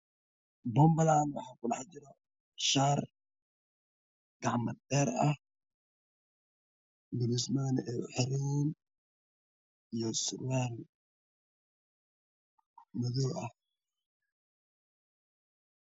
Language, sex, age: Somali, male, 25-35